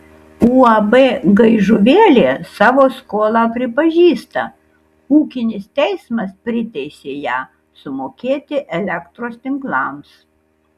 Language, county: Lithuanian, Kaunas